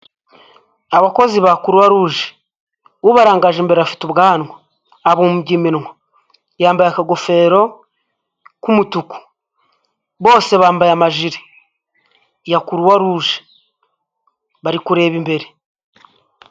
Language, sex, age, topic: Kinyarwanda, male, 25-35, health